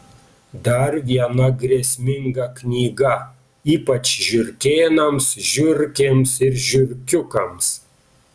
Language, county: Lithuanian, Panevėžys